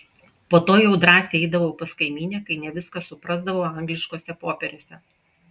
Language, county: Lithuanian, Klaipėda